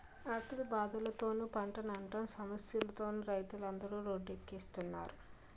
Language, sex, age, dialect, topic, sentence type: Telugu, female, 18-24, Utterandhra, agriculture, statement